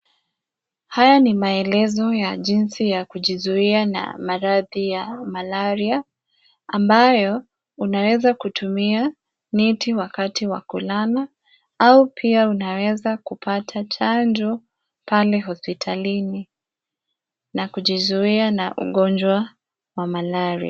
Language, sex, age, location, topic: Swahili, female, 25-35, Nairobi, health